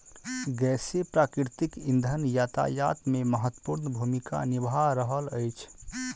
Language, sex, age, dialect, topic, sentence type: Maithili, male, 25-30, Southern/Standard, agriculture, statement